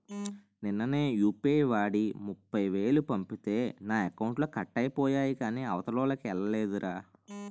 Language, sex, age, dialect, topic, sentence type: Telugu, male, 31-35, Utterandhra, banking, statement